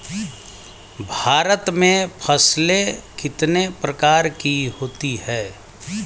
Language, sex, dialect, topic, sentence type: Hindi, male, Hindustani Malvi Khadi Boli, agriculture, question